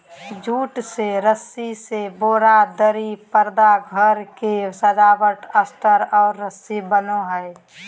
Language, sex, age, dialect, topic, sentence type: Magahi, male, 18-24, Southern, agriculture, statement